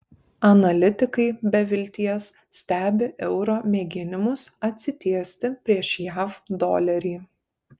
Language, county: Lithuanian, Kaunas